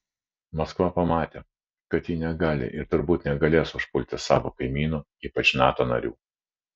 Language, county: Lithuanian, Vilnius